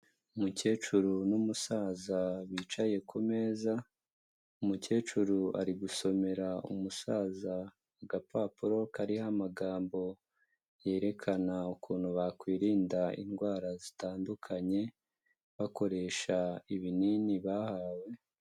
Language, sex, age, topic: Kinyarwanda, male, 25-35, health